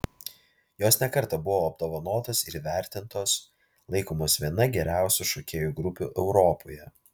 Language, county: Lithuanian, Vilnius